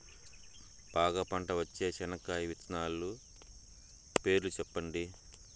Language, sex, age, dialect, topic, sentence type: Telugu, male, 41-45, Southern, agriculture, question